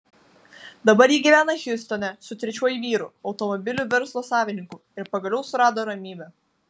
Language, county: Lithuanian, Vilnius